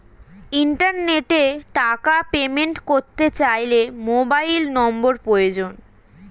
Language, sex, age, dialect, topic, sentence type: Bengali, female, 36-40, Standard Colloquial, banking, statement